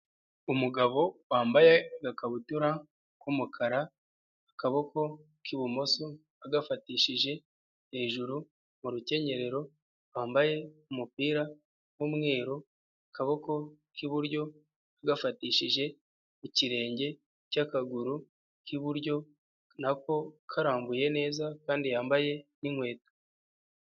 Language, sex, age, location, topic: Kinyarwanda, male, 25-35, Huye, health